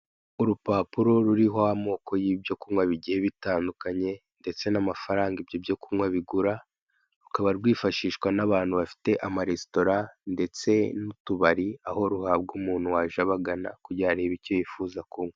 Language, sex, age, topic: Kinyarwanda, male, 18-24, finance